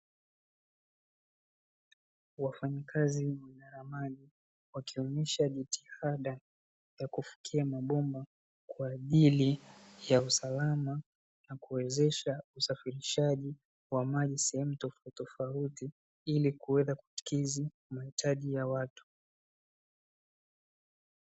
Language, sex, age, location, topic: Swahili, male, 18-24, Dar es Salaam, government